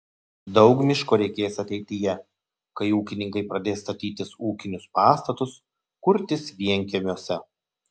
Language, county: Lithuanian, Telšiai